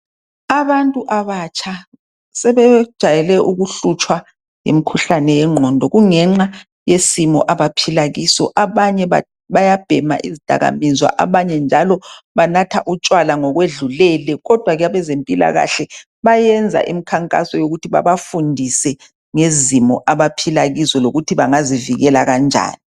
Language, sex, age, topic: North Ndebele, male, 36-49, health